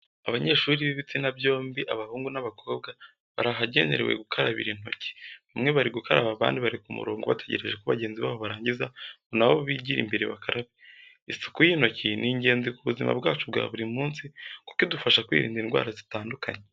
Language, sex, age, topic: Kinyarwanda, male, 18-24, education